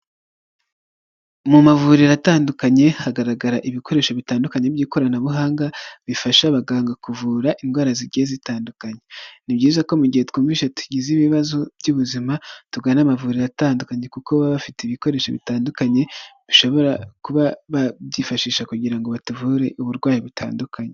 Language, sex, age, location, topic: Kinyarwanda, male, 25-35, Huye, health